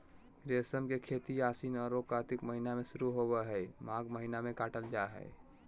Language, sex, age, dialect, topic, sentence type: Magahi, male, 18-24, Southern, agriculture, statement